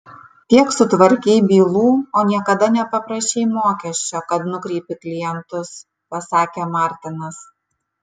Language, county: Lithuanian, Kaunas